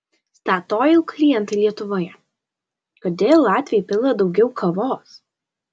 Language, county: Lithuanian, Alytus